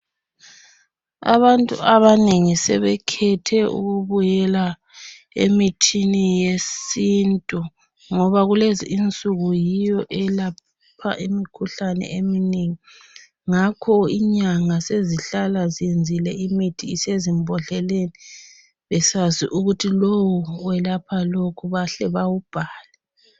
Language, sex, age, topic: North Ndebele, female, 36-49, health